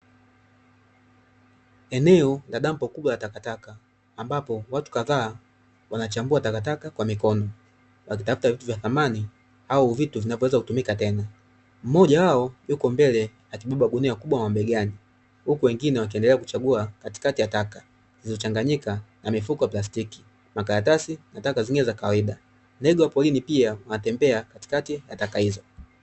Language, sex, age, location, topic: Swahili, male, 25-35, Dar es Salaam, government